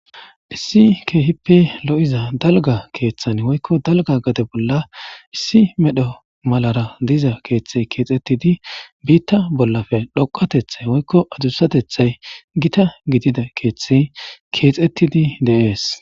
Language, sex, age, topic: Gamo, male, 25-35, government